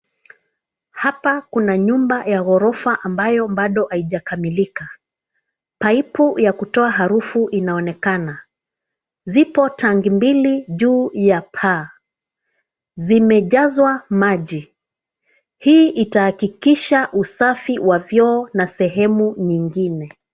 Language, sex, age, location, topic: Swahili, female, 36-49, Nairobi, government